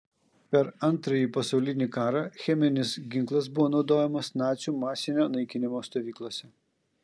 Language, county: Lithuanian, Kaunas